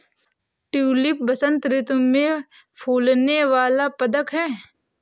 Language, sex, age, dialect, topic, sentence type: Hindi, female, 25-30, Awadhi Bundeli, agriculture, statement